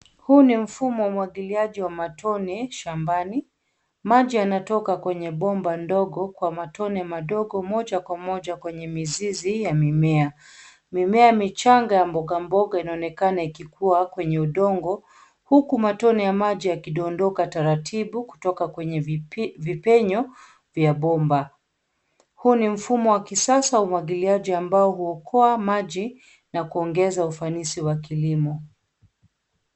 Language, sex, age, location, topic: Swahili, female, 36-49, Nairobi, agriculture